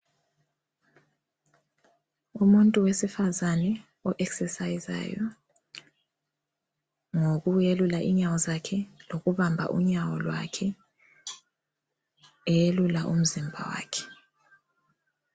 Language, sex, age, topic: North Ndebele, female, 25-35, health